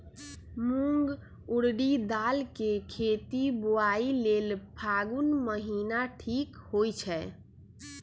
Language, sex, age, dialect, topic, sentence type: Magahi, female, 25-30, Western, agriculture, statement